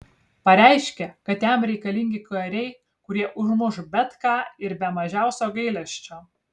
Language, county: Lithuanian, Kaunas